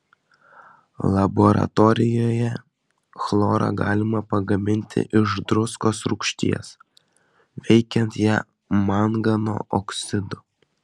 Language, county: Lithuanian, Vilnius